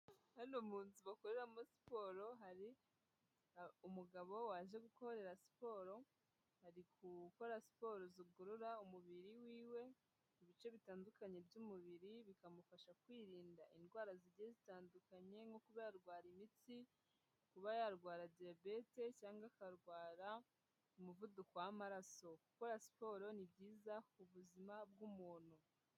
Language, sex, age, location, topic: Kinyarwanda, female, 25-35, Huye, health